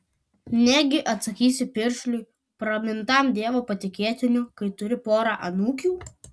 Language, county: Lithuanian, Kaunas